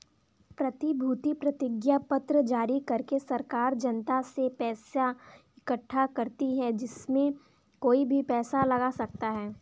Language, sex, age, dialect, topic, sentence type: Hindi, female, 18-24, Kanauji Braj Bhasha, banking, statement